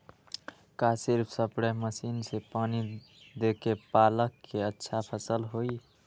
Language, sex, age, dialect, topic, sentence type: Magahi, male, 18-24, Western, agriculture, question